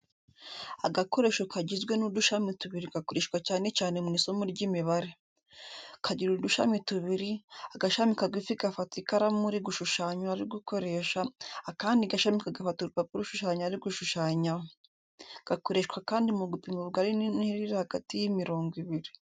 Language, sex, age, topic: Kinyarwanda, female, 18-24, education